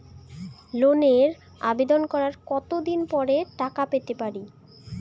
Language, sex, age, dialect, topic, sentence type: Bengali, female, 18-24, Rajbangshi, banking, question